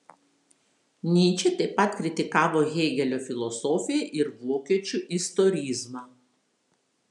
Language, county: Lithuanian, Vilnius